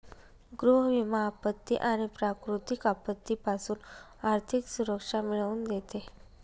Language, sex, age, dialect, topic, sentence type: Marathi, female, 18-24, Northern Konkan, banking, statement